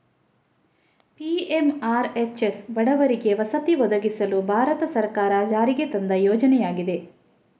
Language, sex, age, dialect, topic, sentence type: Kannada, female, 31-35, Coastal/Dakshin, agriculture, statement